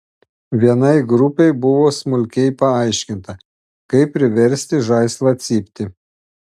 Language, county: Lithuanian, Panevėžys